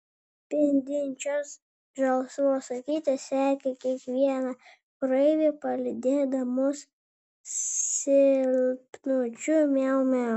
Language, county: Lithuanian, Vilnius